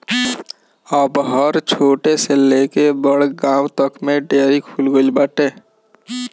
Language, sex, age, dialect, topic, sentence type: Bhojpuri, male, 25-30, Northern, agriculture, statement